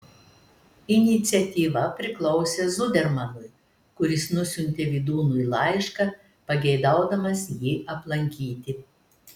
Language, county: Lithuanian, Telšiai